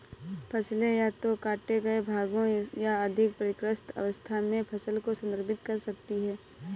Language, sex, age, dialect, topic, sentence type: Hindi, female, 18-24, Kanauji Braj Bhasha, agriculture, statement